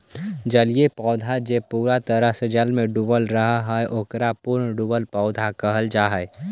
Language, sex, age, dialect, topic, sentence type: Magahi, male, 18-24, Central/Standard, agriculture, statement